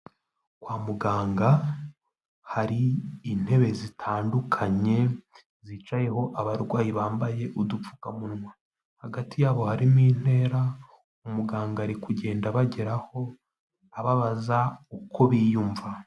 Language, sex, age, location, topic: Kinyarwanda, male, 18-24, Kigali, health